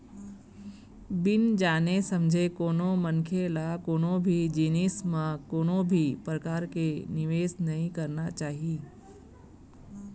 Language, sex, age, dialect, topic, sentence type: Chhattisgarhi, female, 41-45, Eastern, banking, statement